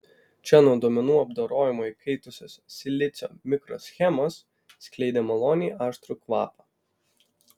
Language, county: Lithuanian, Vilnius